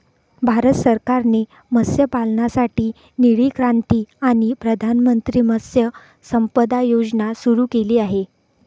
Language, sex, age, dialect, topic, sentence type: Marathi, female, 60-100, Northern Konkan, agriculture, statement